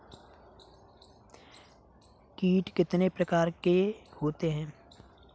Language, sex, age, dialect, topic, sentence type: Hindi, male, 18-24, Kanauji Braj Bhasha, agriculture, question